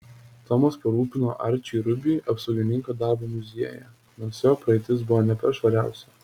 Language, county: Lithuanian, Telšiai